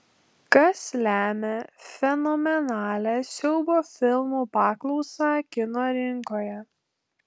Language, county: Lithuanian, Telšiai